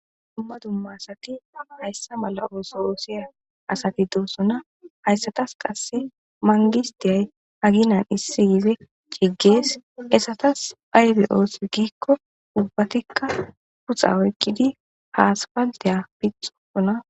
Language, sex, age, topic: Gamo, female, 25-35, government